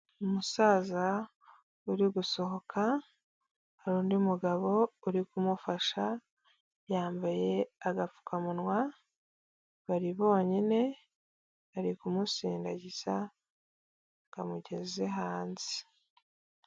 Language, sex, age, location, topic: Kinyarwanda, female, 25-35, Huye, health